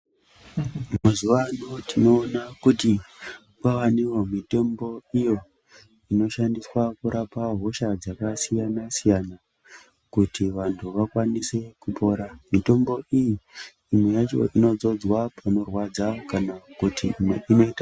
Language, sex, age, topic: Ndau, male, 18-24, health